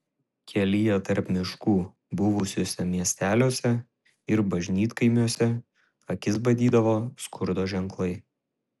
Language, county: Lithuanian, Šiauliai